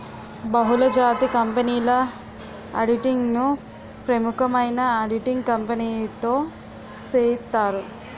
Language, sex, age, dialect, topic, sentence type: Telugu, female, 18-24, Utterandhra, banking, statement